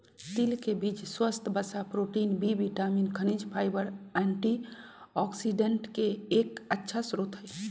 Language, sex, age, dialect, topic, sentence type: Magahi, female, 41-45, Western, agriculture, statement